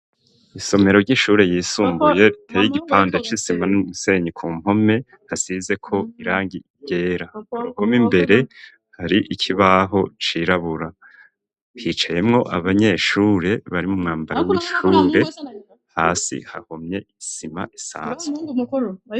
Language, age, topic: Rundi, 50+, education